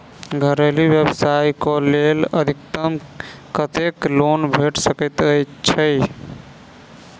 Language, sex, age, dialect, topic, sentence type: Maithili, male, 25-30, Southern/Standard, banking, question